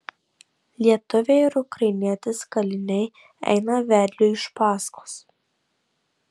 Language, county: Lithuanian, Marijampolė